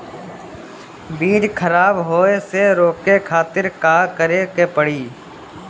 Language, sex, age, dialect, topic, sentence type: Bhojpuri, male, 18-24, Southern / Standard, agriculture, question